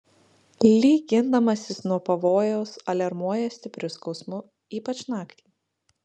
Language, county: Lithuanian, Marijampolė